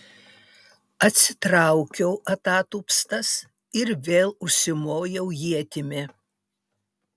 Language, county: Lithuanian, Utena